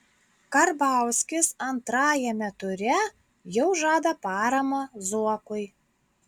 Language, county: Lithuanian, Klaipėda